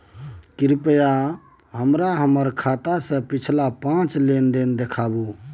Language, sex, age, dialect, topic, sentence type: Maithili, male, 25-30, Bajjika, banking, statement